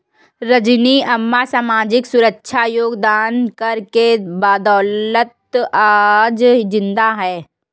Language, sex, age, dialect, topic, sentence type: Hindi, female, 56-60, Kanauji Braj Bhasha, banking, statement